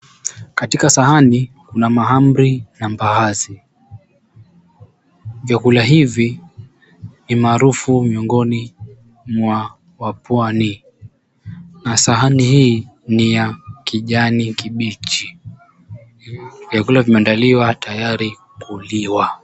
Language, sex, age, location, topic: Swahili, male, 18-24, Mombasa, agriculture